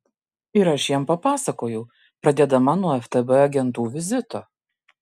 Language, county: Lithuanian, Klaipėda